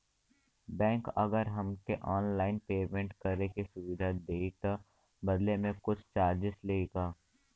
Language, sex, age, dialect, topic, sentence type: Bhojpuri, male, 18-24, Western, banking, question